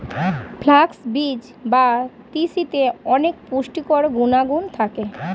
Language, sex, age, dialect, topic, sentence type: Bengali, female, 31-35, Standard Colloquial, agriculture, statement